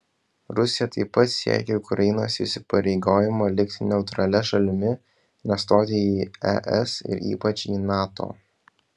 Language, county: Lithuanian, Kaunas